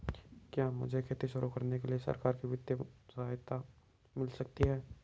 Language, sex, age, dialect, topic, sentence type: Hindi, male, 25-30, Marwari Dhudhari, agriculture, question